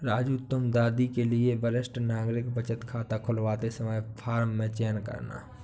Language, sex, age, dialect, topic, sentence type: Hindi, male, 25-30, Awadhi Bundeli, banking, statement